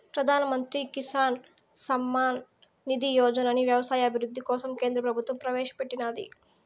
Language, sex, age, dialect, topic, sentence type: Telugu, female, 18-24, Southern, agriculture, statement